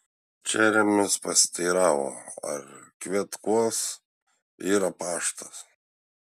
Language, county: Lithuanian, Šiauliai